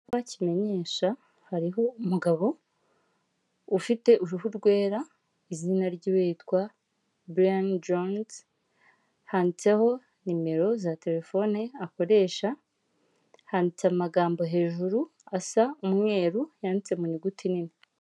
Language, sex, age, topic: Kinyarwanda, female, 18-24, finance